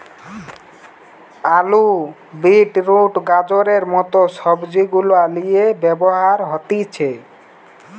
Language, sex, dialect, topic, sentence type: Bengali, male, Western, agriculture, statement